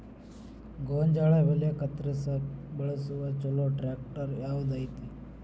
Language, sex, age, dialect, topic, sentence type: Kannada, male, 18-24, Dharwad Kannada, agriculture, question